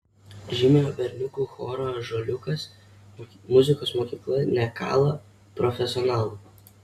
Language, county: Lithuanian, Kaunas